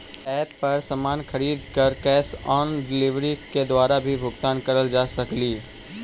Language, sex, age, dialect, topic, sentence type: Magahi, male, 18-24, Central/Standard, agriculture, statement